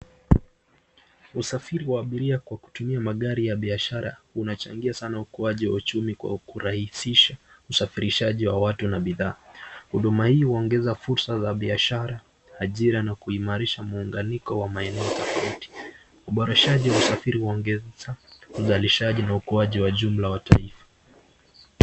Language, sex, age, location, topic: Swahili, male, 25-35, Nakuru, finance